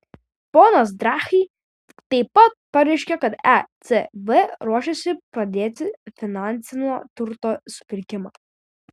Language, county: Lithuanian, Vilnius